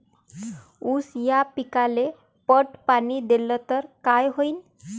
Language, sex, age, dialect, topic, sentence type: Marathi, female, 25-30, Varhadi, agriculture, question